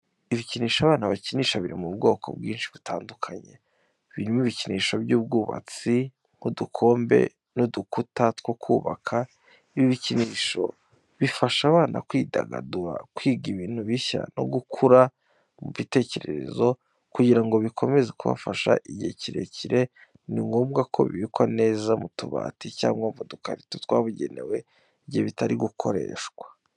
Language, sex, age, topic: Kinyarwanda, male, 25-35, education